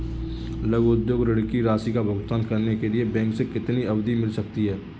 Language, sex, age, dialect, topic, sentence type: Hindi, male, 25-30, Kanauji Braj Bhasha, banking, question